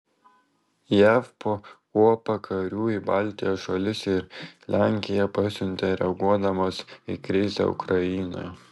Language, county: Lithuanian, Vilnius